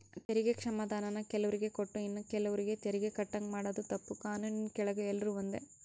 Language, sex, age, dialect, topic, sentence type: Kannada, female, 18-24, Central, banking, statement